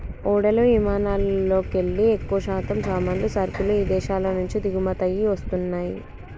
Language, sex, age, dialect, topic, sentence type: Telugu, male, 18-24, Telangana, banking, statement